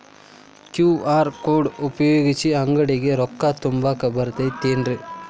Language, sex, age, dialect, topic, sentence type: Kannada, male, 18-24, Dharwad Kannada, banking, question